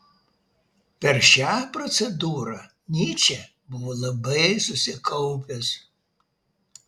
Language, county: Lithuanian, Vilnius